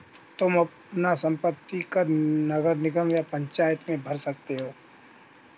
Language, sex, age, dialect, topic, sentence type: Hindi, male, 25-30, Kanauji Braj Bhasha, banking, statement